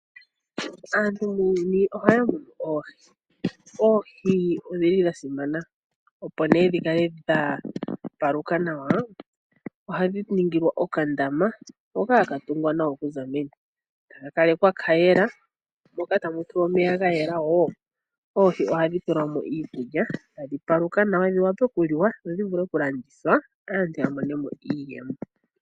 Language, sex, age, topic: Oshiwambo, female, 25-35, agriculture